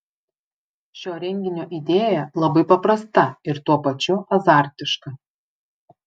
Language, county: Lithuanian, Vilnius